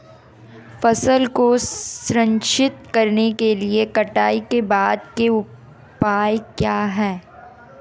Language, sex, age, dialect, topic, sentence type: Hindi, female, 18-24, Marwari Dhudhari, agriculture, question